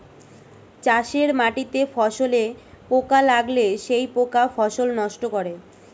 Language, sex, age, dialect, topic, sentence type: Bengali, female, 18-24, Standard Colloquial, agriculture, statement